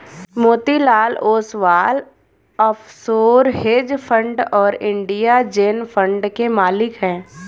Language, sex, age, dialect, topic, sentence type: Hindi, female, 25-30, Hindustani Malvi Khadi Boli, banking, statement